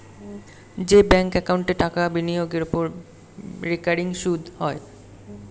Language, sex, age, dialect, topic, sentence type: Bengali, male, 18-24, Standard Colloquial, banking, statement